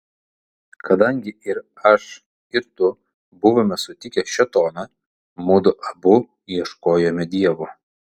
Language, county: Lithuanian, Vilnius